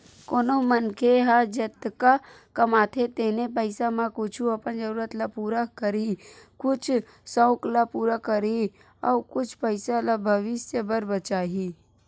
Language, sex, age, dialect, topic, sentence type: Chhattisgarhi, female, 41-45, Western/Budati/Khatahi, banking, statement